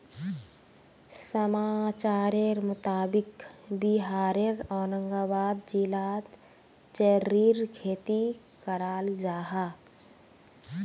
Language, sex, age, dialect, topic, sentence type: Magahi, female, 18-24, Northeastern/Surjapuri, agriculture, statement